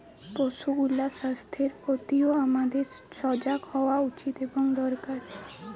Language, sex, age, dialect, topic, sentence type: Bengali, female, 18-24, Western, agriculture, statement